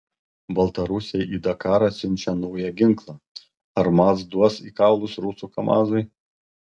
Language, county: Lithuanian, Panevėžys